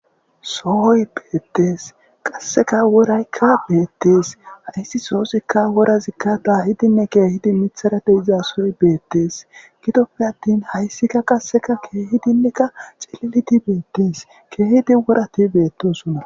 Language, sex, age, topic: Gamo, male, 25-35, agriculture